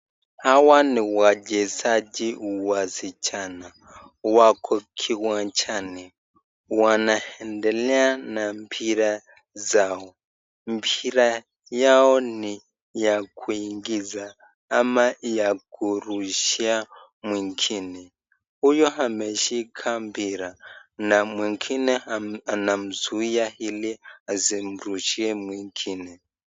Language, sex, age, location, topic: Swahili, male, 25-35, Nakuru, government